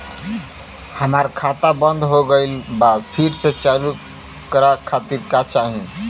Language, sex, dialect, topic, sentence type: Bhojpuri, male, Western, banking, question